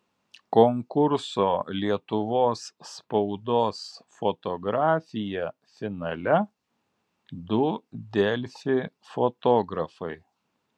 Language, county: Lithuanian, Alytus